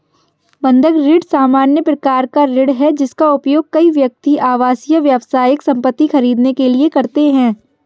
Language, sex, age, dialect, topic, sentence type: Hindi, female, 51-55, Kanauji Braj Bhasha, banking, statement